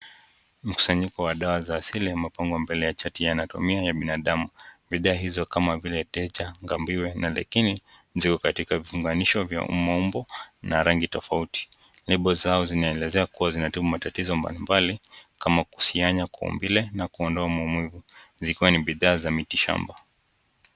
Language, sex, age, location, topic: Swahili, male, 18-24, Nakuru, health